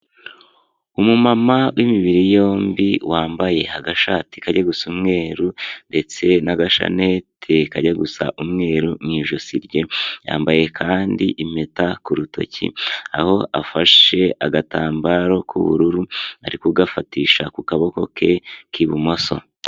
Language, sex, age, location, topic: Kinyarwanda, male, 18-24, Huye, health